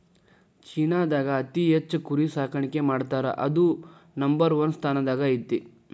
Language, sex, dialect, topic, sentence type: Kannada, male, Dharwad Kannada, agriculture, statement